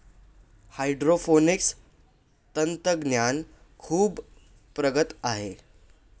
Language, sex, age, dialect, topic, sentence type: Marathi, male, 18-24, Northern Konkan, agriculture, statement